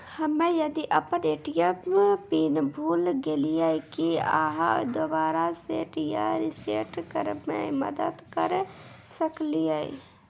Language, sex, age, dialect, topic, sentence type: Maithili, male, 18-24, Angika, banking, question